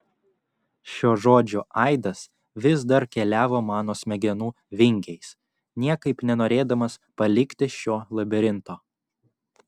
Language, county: Lithuanian, Klaipėda